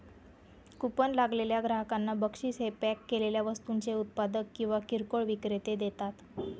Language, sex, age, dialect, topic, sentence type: Marathi, female, 18-24, Northern Konkan, banking, statement